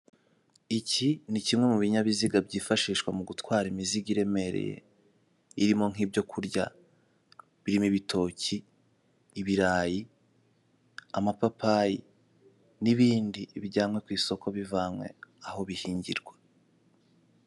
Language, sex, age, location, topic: Kinyarwanda, male, 18-24, Kigali, government